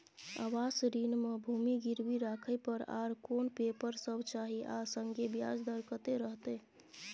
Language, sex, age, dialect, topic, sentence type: Maithili, female, 31-35, Bajjika, banking, question